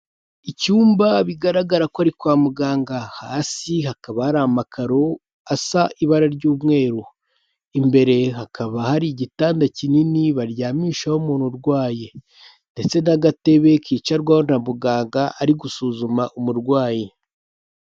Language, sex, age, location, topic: Kinyarwanda, male, 18-24, Kigali, health